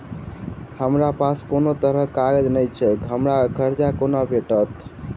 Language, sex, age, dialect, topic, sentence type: Maithili, male, 18-24, Southern/Standard, banking, question